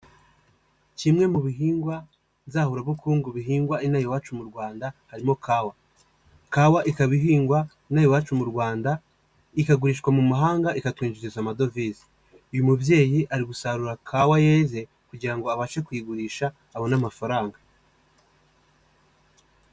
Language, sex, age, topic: Kinyarwanda, male, 25-35, agriculture